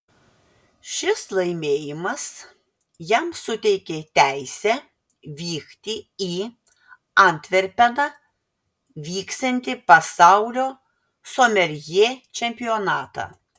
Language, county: Lithuanian, Vilnius